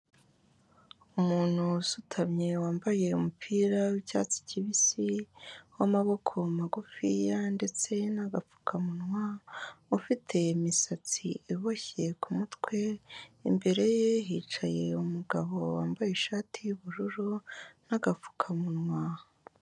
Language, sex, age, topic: Kinyarwanda, female, 18-24, health